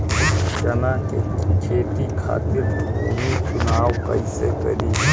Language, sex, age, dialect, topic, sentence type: Bhojpuri, female, 25-30, Southern / Standard, agriculture, question